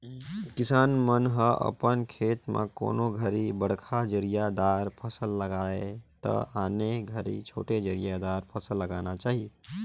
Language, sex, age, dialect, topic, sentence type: Chhattisgarhi, male, 18-24, Northern/Bhandar, agriculture, statement